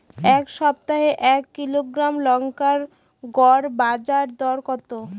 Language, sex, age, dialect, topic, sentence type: Bengali, female, 18-24, Northern/Varendri, agriculture, question